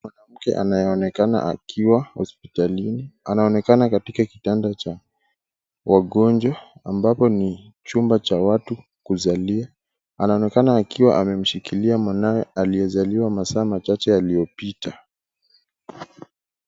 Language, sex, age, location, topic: Swahili, male, 18-24, Kisumu, health